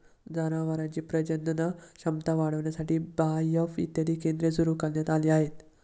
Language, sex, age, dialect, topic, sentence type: Marathi, male, 18-24, Standard Marathi, agriculture, statement